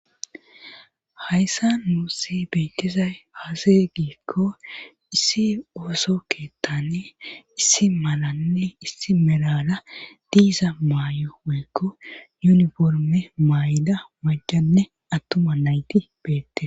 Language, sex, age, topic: Gamo, female, 25-35, government